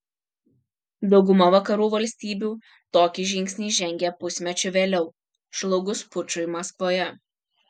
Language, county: Lithuanian, Kaunas